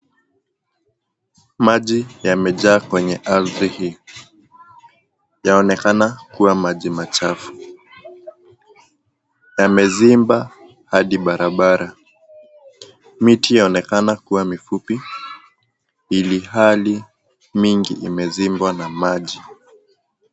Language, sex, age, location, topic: Swahili, male, 18-24, Kisii, health